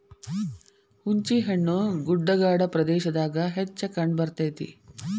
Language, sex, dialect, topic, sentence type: Kannada, female, Dharwad Kannada, agriculture, statement